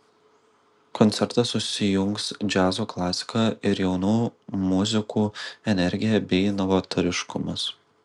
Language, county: Lithuanian, Vilnius